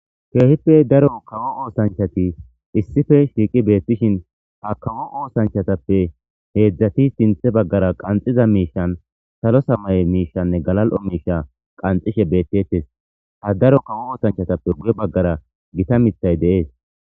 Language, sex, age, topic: Gamo, male, 25-35, government